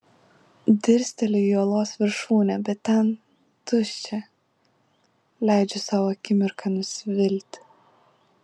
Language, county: Lithuanian, Klaipėda